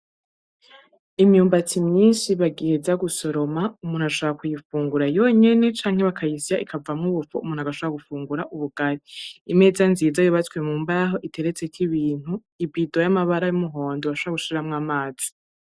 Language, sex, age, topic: Rundi, female, 18-24, agriculture